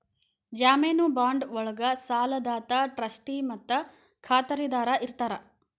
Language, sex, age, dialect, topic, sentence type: Kannada, female, 25-30, Dharwad Kannada, banking, statement